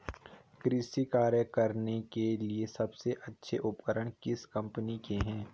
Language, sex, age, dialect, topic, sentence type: Hindi, male, 18-24, Garhwali, agriculture, question